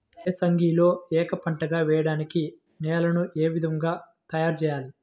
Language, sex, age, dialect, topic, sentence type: Telugu, male, 18-24, Central/Coastal, agriculture, question